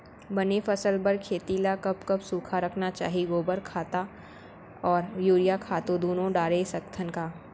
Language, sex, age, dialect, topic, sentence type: Chhattisgarhi, female, 18-24, Central, agriculture, question